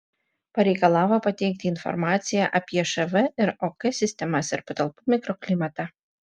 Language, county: Lithuanian, Vilnius